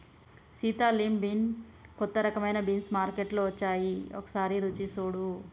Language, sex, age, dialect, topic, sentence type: Telugu, female, 25-30, Telangana, agriculture, statement